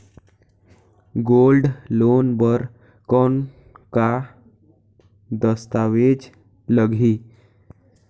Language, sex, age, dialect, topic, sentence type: Chhattisgarhi, male, 18-24, Northern/Bhandar, banking, question